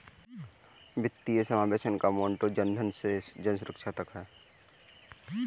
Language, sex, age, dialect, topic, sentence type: Hindi, male, 18-24, Kanauji Braj Bhasha, banking, statement